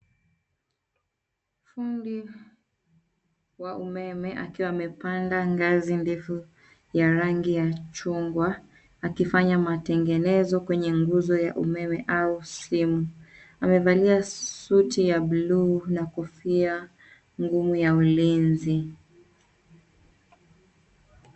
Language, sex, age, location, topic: Swahili, female, 25-35, Nairobi, government